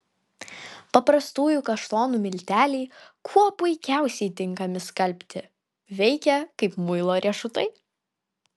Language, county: Lithuanian, Kaunas